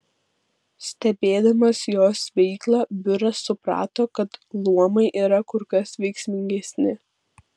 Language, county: Lithuanian, Vilnius